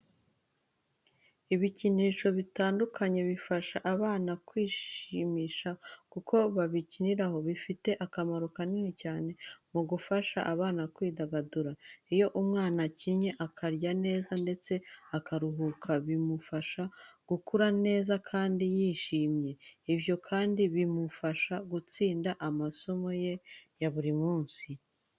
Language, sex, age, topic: Kinyarwanda, female, 25-35, education